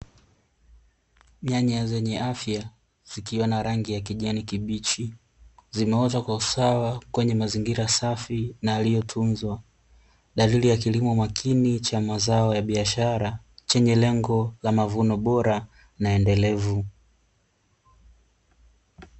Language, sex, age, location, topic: Swahili, male, 18-24, Dar es Salaam, agriculture